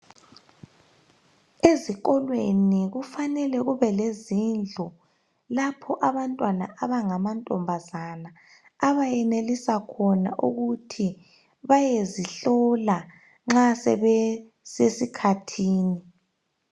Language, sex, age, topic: North Ndebele, male, 18-24, education